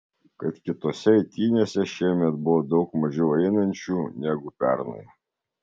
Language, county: Lithuanian, Vilnius